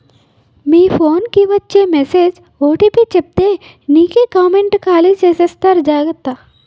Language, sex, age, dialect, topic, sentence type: Telugu, female, 18-24, Utterandhra, banking, statement